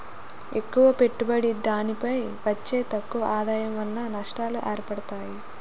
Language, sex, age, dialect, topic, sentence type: Telugu, female, 18-24, Utterandhra, banking, statement